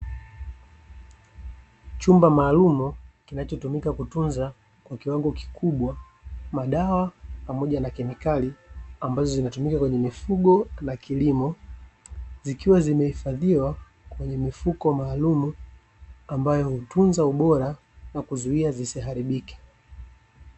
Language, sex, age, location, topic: Swahili, male, 25-35, Dar es Salaam, agriculture